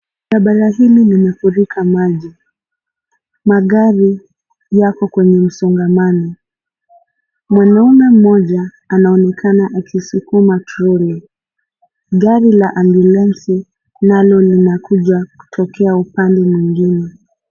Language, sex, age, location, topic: Swahili, female, 18-24, Mombasa, health